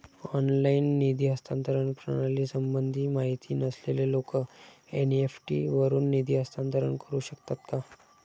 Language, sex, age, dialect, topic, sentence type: Marathi, male, 31-35, Standard Marathi, banking, question